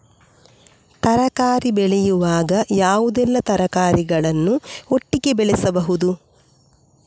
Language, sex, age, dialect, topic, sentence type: Kannada, female, 25-30, Coastal/Dakshin, agriculture, question